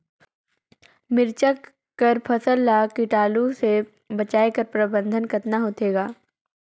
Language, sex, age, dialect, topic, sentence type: Chhattisgarhi, female, 56-60, Northern/Bhandar, agriculture, question